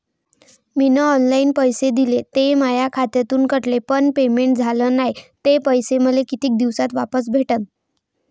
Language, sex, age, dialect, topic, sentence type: Marathi, female, 18-24, Varhadi, banking, question